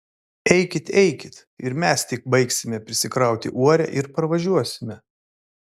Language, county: Lithuanian, Vilnius